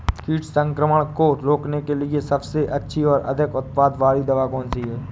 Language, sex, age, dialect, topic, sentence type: Hindi, male, 18-24, Awadhi Bundeli, agriculture, question